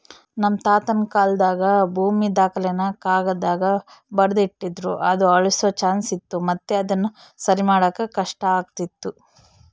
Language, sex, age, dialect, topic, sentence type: Kannada, female, 18-24, Central, agriculture, statement